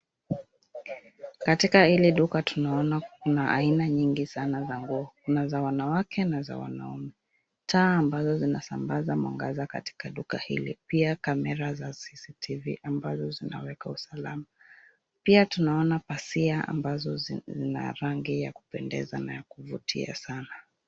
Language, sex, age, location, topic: Swahili, female, 25-35, Nairobi, finance